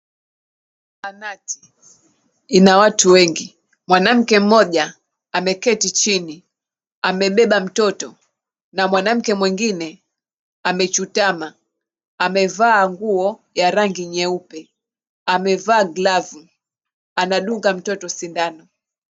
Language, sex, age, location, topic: Swahili, female, 36-49, Mombasa, health